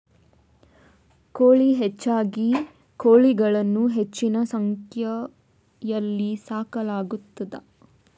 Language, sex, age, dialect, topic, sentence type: Kannada, female, 25-30, Coastal/Dakshin, agriculture, statement